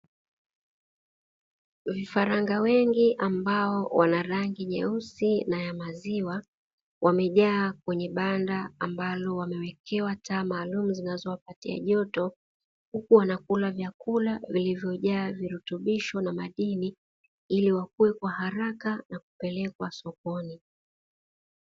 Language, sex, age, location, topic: Swahili, female, 36-49, Dar es Salaam, agriculture